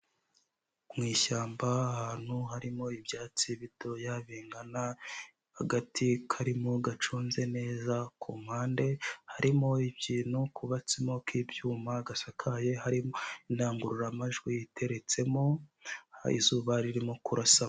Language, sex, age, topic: Kinyarwanda, male, 18-24, education